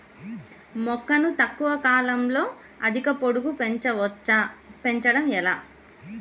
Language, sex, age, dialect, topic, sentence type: Telugu, female, 31-35, Telangana, agriculture, question